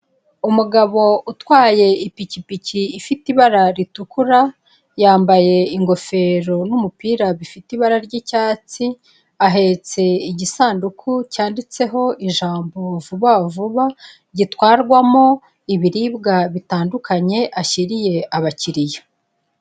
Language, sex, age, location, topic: Kinyarwanda, female, 25-35, Kigali, finance